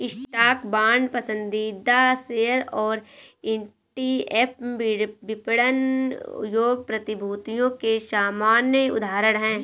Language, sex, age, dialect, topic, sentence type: Hindi, female, 18-24, Awadhi Bundeli, banking, statement